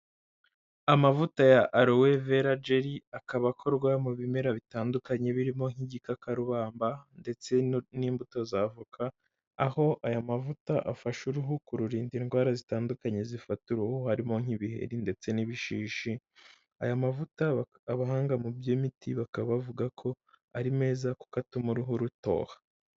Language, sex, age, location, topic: Kinyarwanda, male, 18-24, Huye, health